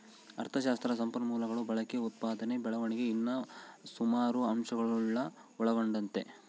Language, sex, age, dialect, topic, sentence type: Kannada, male, 25-30, Central, banking, statement